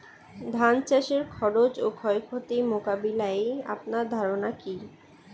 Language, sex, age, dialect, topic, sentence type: Bengali, female, 18-24, Standard Colloquial, agriculture, question